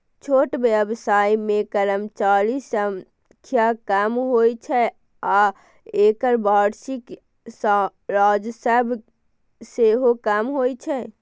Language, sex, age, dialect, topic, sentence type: Maithili, female, 18-24, Eastern / Thethi, banking, statement